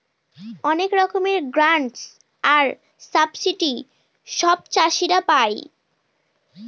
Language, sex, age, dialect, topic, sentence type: Bengali, female, <18, Northern/Varendri, agriculture, statement